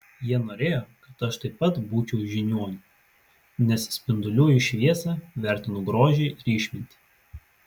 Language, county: Lithuanian, Vilnius